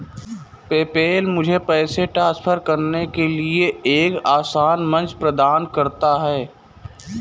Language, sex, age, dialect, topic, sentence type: Hindi, male, 18-24, Kanauji Braj Bhasha, banking, statement